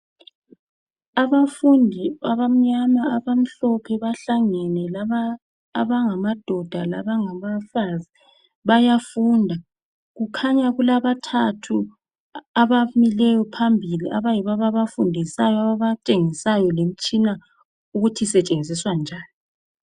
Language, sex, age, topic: North Ndebele, female, 36-49, education